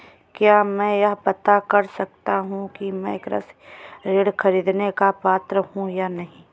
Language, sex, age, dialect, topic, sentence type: Hindi, female, 25-30, Awadhi Bundeli, banking, question